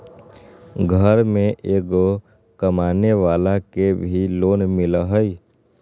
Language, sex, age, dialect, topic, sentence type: Magahi, male, 18-24, Western, banking, question